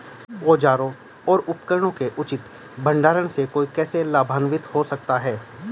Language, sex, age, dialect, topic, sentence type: Hindi, male, 31-35, Hindustani Malvi Khadi Boli, agriculture, question